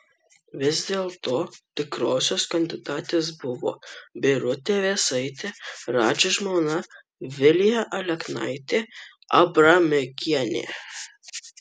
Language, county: Lithuanian, Kaunas